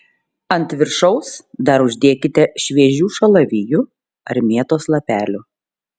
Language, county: Lithuanian, Šiauliai